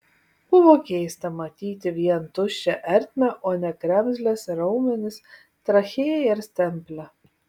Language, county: Lithuanian, Vilnius